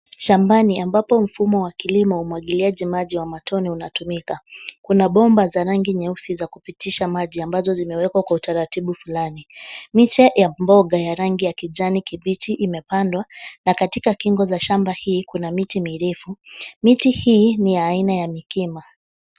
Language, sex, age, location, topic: Swahili, female, 25-35, Nairobi, agriculture